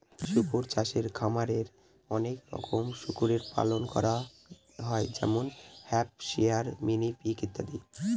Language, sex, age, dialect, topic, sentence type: Bengali, male, 18-24, Northern/Varendri, agriculture, statement